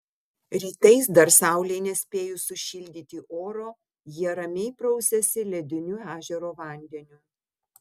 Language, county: Lithuanian, Utena